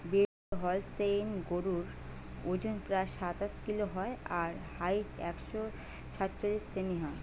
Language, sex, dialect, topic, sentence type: Bengali, female, Western, agriculture, statement